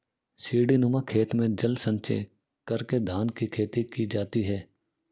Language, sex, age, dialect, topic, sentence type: Hindi, male, 31-35, Marwari Dhudhari, agriculture, statement